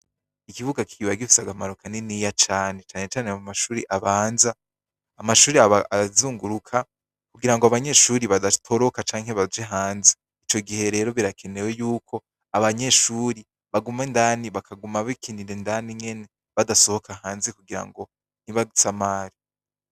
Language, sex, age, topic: Rundi, male, 18-24, education